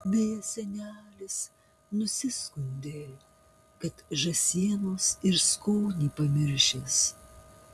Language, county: Lithuanian, Panevėžys